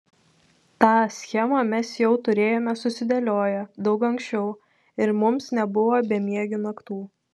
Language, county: Lithuanian, Telšiai